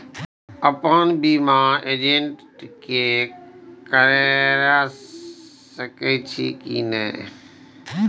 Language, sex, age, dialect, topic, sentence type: Maithili, male, 41-45, Eastern / Thethi, banking, question